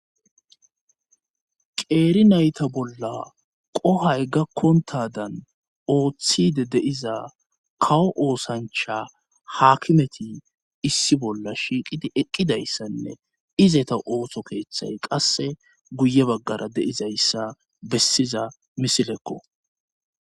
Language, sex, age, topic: Gamo, male, 25-35, government